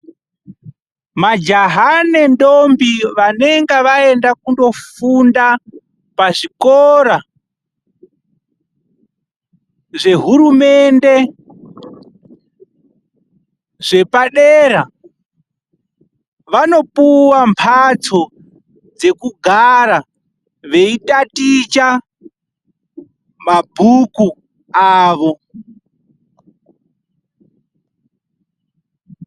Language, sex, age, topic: Ndau, male, 25-35, education